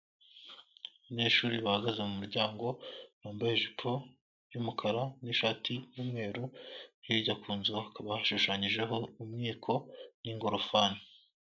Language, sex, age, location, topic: Kinyarwanda, male, 25-35, Nyagatare, education